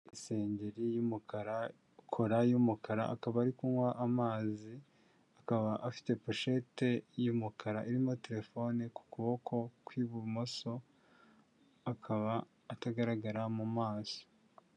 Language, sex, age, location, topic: Kinyarwanda, male, 18-24, Huye, health